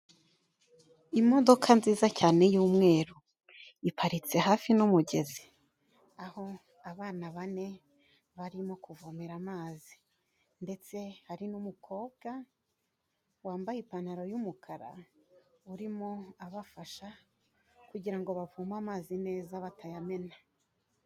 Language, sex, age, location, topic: Kinyarwanda, female, 25-35, Kigali, health